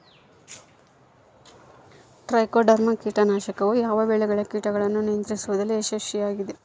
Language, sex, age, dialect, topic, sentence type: Kannada, female, 31-35, Central, agriculture, question